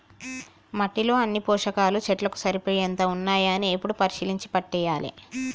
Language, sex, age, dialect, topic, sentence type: Telugu, female, 51-55, Telangana, agriculture, statement